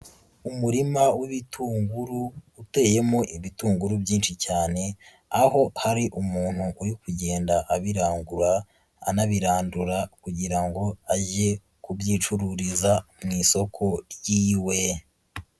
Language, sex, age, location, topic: Kinyarwanda, female, 36-49, Nyagatare, agriculture